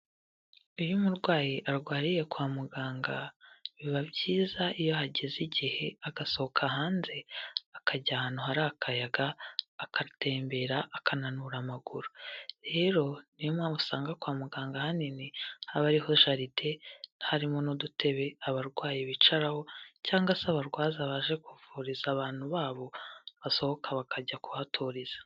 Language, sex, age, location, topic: Kinyarwanda, female, 18-24, Kigali, health